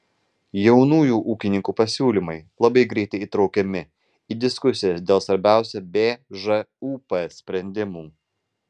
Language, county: Lithuanian, Vilnius